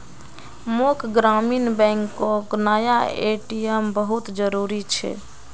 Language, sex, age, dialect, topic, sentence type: Magahi, female, 51-55, Northeastern/Surjapuri, banking, statement